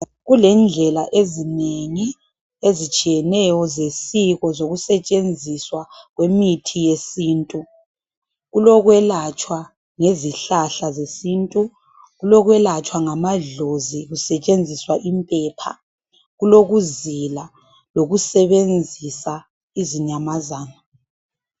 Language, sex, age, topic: North Ndebele, male, 25-35, health